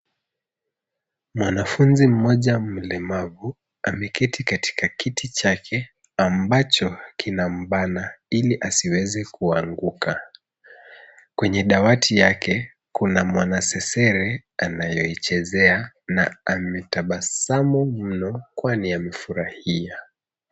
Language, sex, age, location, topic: Swahili, male, 36-49, Nairobi, education